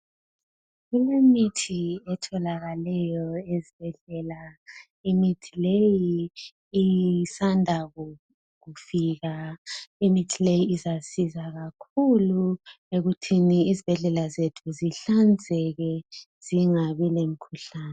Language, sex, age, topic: North Ndebele, female, 25-35, health